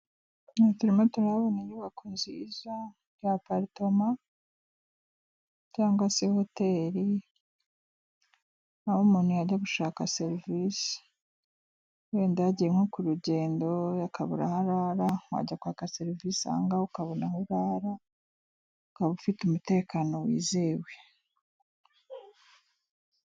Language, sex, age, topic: Kinyarwanda, female, 25-35, government